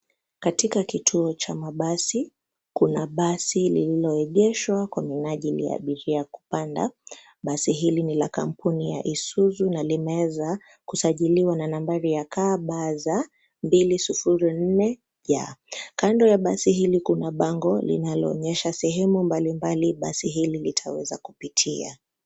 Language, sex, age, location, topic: Swahili, female, 25-35, Nairobi, government